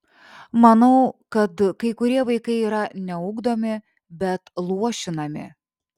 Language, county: Lithuanian, Šiauliai